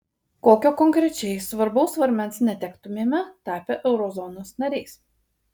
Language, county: Lithuanian, Kaunas